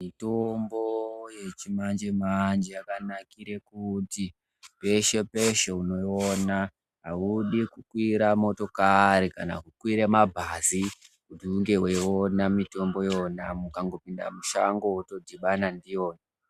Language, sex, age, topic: Ndau, female, 25-35, health